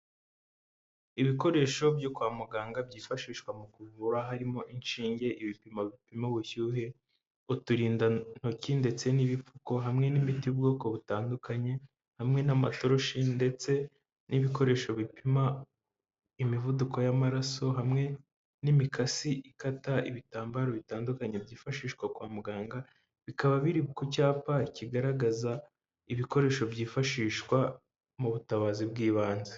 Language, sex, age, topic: Kinyarwanda, female, 25-35, health